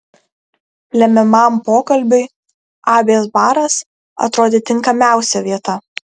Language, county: Lithuanian, Kaunas